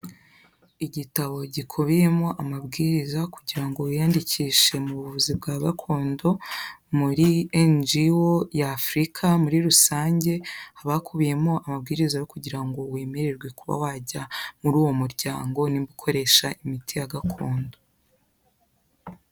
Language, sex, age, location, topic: Kinyarwanda, female, 18-24, Kigali, health